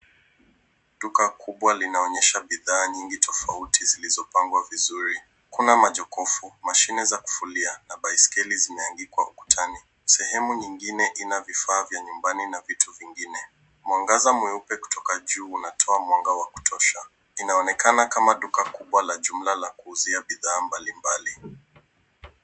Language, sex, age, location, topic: Swahili, male, 18-24, Nairobi, finance